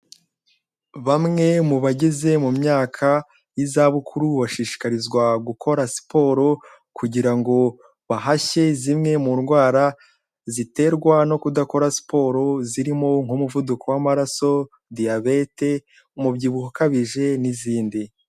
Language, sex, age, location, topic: Kinyarwanda, male, 18-24, Kigali, health